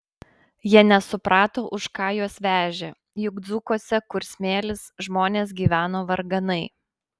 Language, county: Lithuanian, Panevėžys